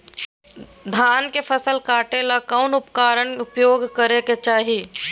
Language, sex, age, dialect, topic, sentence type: Magahi, female, 18-24, Southern, agriculture, question